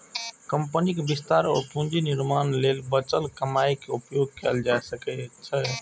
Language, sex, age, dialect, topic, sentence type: Maithili, male, 18-24, Eastern / Thethi, banking, statement